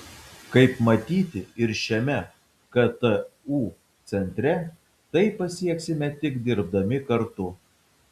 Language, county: Lithuanian, Vilnius